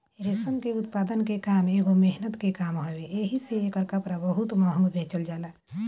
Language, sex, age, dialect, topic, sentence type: Bhojpuri, male, 18-24, Northern, agriculture, statement